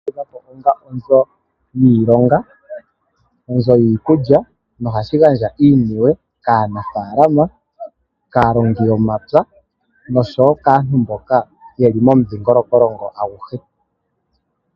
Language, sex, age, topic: Oshiwambo, male, 18-24, agriculture